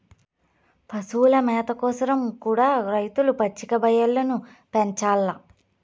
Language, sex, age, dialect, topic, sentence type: Telugu, female, 25-30, Southern, agriculture, statement